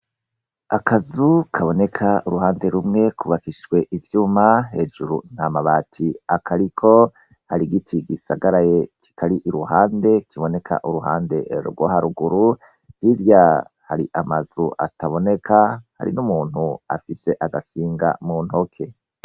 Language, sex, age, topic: Rundi, male, 36-49, education